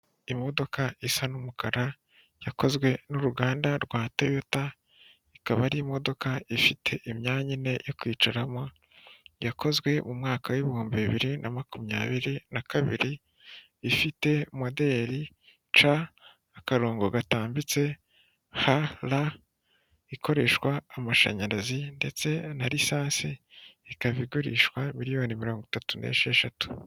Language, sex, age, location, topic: Kinyarwanda, male, 25-35, Huye, finance